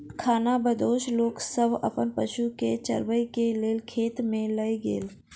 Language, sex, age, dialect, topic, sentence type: Maithili, female, 56-60, Southern/Standard, agriculture, statement